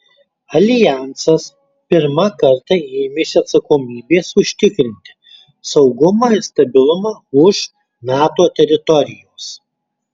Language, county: Lithuanian, Kaunas